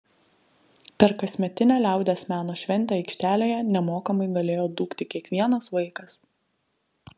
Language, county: Lithuanian, Telšiai